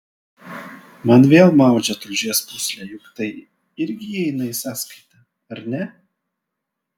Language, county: Lithuanian, Vilnius